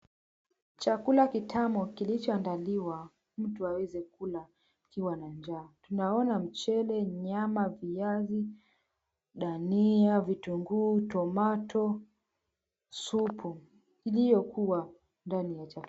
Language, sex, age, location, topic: Swahili, female, 25-35, Mombasa, agriculture